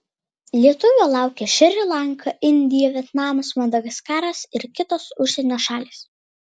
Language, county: Lithuanian, Vilnius